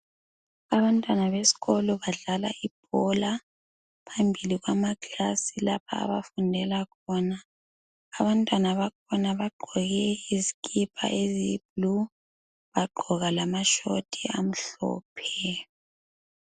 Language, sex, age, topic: North Ndebele, male, 25-35, education